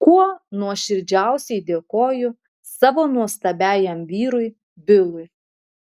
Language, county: Lithuanian, Utena